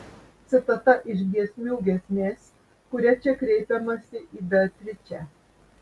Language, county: Lithuanian, Vilnius